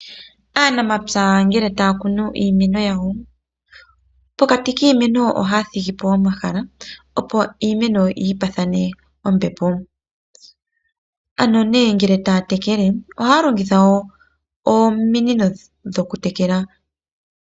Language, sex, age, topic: Oshiwambo, female, 25-35, agriculture